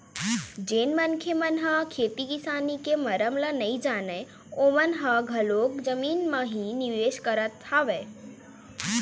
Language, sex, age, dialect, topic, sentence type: Chhattisgarhi, female, 41-45, Eastern, banking, statement